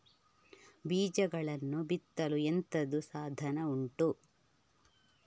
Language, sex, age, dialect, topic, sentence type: Kannada, female, 31-35, Coastal/Dakshin, agriculture, question